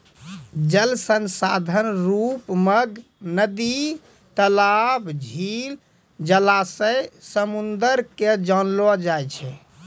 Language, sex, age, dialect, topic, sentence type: Maithili, male, 25-30, Angika, agriculture, statement